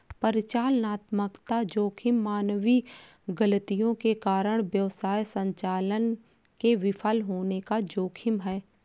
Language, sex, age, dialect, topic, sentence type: Hindi, female, 18-24, Awadhi Bundeli, banking, statement